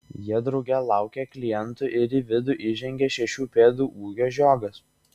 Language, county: Lithuanian, Šiauliai